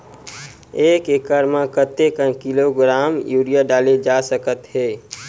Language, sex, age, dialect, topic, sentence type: Chhattisgarhi, male, 18-24, Western/Budati/Khatahi, agriculture, question